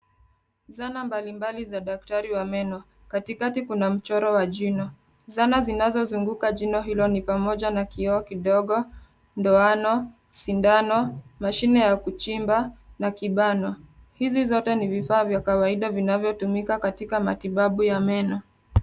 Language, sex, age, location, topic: Swahili, female, 25-35, Nairobi, health